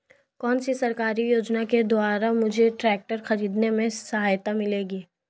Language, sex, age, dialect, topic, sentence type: Hindi, female, 18-24, Marwari Dhudhari, agriculture, question